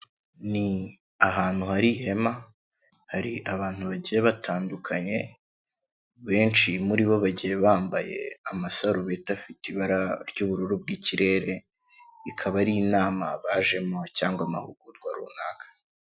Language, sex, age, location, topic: Kinyarwanda, male, 25-35, Kigali, health